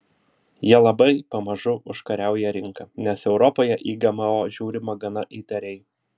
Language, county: Lithuanian, Vilnius